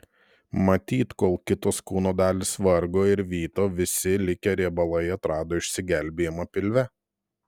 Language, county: Lithuanian, Telšiai